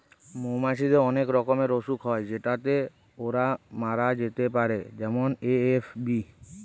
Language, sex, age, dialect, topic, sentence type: Bengali, male, 18-24, Western, agriculture, statement